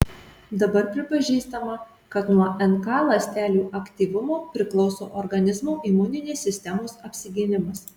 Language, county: Lithuanian, Marijampolė